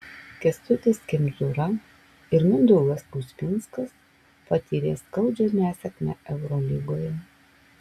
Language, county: Lithuanian, Alytus